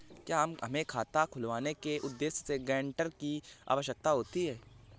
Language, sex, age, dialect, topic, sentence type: Hindi, male, 18-24, Awadhi Bundeli, banking, question